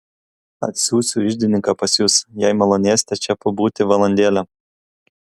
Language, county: Lithuanian, Kaunas